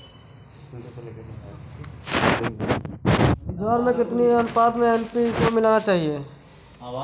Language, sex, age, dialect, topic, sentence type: Hindi, male, 31-35, Awadhi Bundeli, agriculture, question